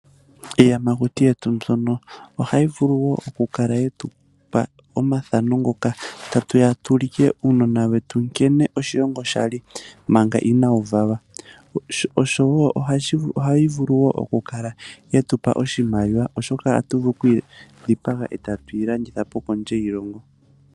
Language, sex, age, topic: Oshiwambo, male, 25-35, agriculture